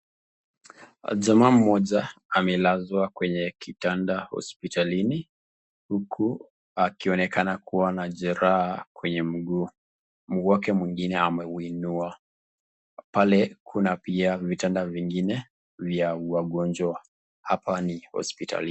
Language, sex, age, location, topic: Swahili, male, 36-49, Nakuru, health